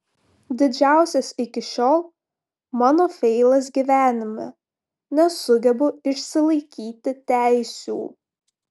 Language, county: Lithuanian, Panevėžys